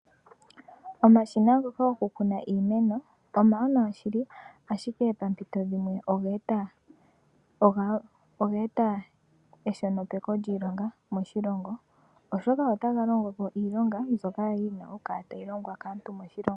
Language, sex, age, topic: Oshiwambo, female, 25-35, agriculture